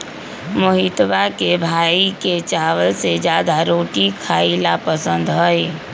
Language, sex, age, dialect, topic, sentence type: Magahi, female, 25-30, Western, agriculture, statement